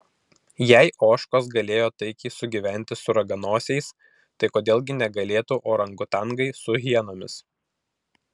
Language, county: Lithuanian, Vilnius